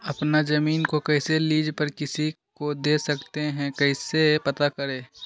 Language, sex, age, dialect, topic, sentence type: Magahi, male, 18-24, Western, agriculture, question